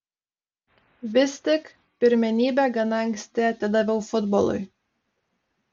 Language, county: Lithuanian, Telšiai